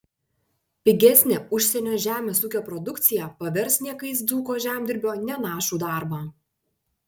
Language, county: Lithuanian, Panevėžys